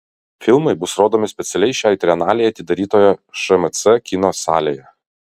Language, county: Lithuanian, Kaunas